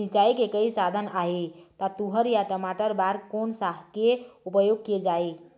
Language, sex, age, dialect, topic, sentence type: Chhattisgarhi, female, 25-30, Eastern, agriculture, question